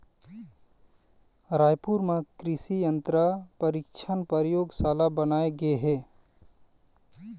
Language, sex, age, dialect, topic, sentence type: Chhattisgarhi, male, 31-35, Eastern, agriculture, statement